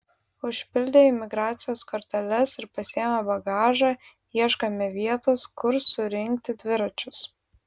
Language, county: Lithuanian, Vilnius